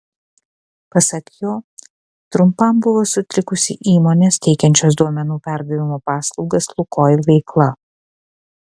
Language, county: Lithuanian, Kaunas